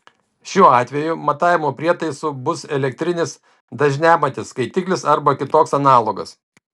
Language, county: Lithuanian, Kaunas